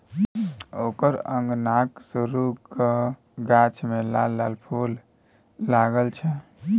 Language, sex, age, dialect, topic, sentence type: Maithili, male, 18-24, Bajjika, agriculture, statement